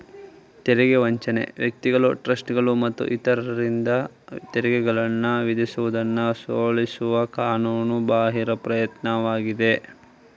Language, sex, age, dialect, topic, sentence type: Kannada, male, 18-24, Mysore Kannada, banking, statement